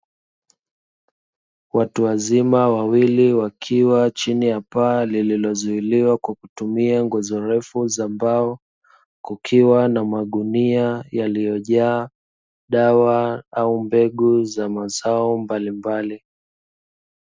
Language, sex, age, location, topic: Swahili, male, 25-35, Dar es Salaam, agriculture